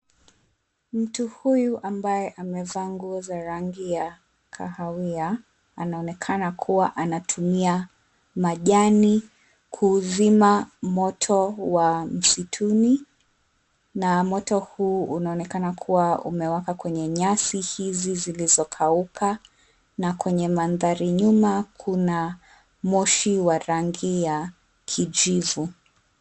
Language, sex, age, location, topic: Swahili, female, 25-35, Nairobi, health